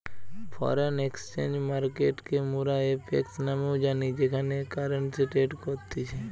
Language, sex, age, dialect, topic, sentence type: Bengali, male, 25-30, Western, banking, statement